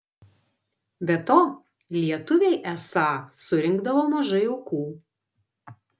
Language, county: Lithuanian, Vilnius